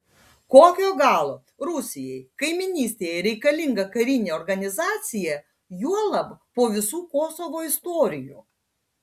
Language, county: Lithuanian, Panevėžys